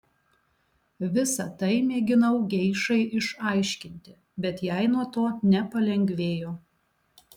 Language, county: Lithuanian, Alytus